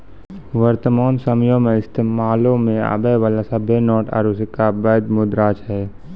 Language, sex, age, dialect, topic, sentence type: Maithili, male, 18-24, Angika, banking, statement